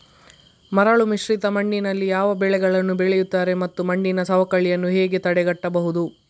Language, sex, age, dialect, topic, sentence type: Kannada, male, 51-55, Coastal/Dakshin, agriculture, question